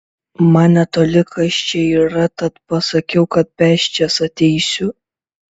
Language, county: Lithuanian, Šiauliai